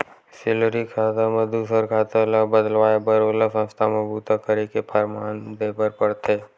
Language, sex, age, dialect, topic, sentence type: Chhattisgarhi, male, 56-60, Western/Budati/Khatahi, banking, statement